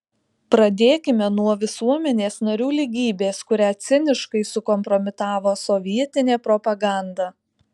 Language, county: Lithuanian, Alytus